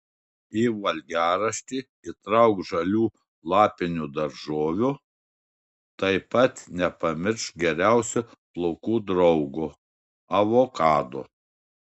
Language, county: Lithuanian, Šiauliai